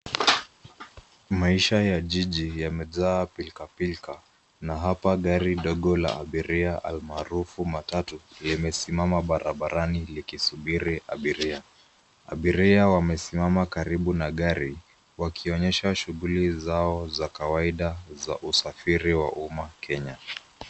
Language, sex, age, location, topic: Swahili, male, 25-35, Nairobi, government